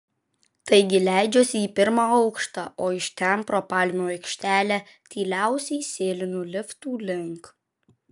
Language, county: Lithuanian, Vilnius